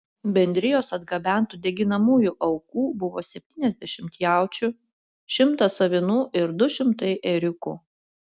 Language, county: Lithuanian, Utena